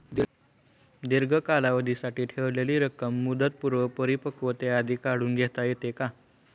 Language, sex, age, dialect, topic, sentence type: Marathi, male, 18-24, Standard Marathi, banking, question